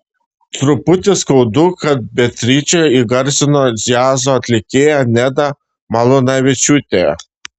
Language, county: Lithuanian, Šiauliai